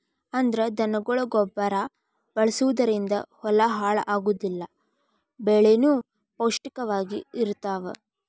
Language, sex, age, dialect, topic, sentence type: Kannada, female, 18-24, Dharwad Kannada, agriculture, statement